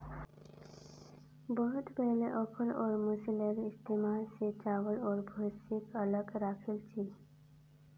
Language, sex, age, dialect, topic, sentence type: Magahi, female, 18-24, Northeastern/Surjapuri, agriculture, statement